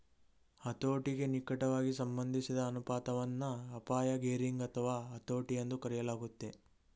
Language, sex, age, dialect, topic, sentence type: Kannada, male, 41-45, Mysore Kannada, banking, statement